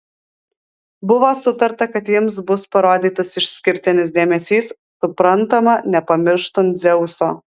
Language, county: Lithuanian, Alytus